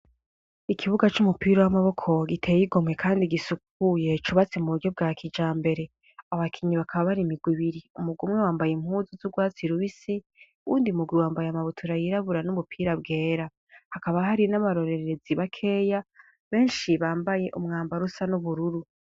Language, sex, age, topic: Rundi, female, 18-24, education